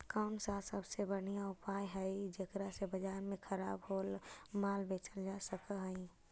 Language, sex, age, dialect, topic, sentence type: Magahi, male, 56-60, Central/Standard, agriculture, statement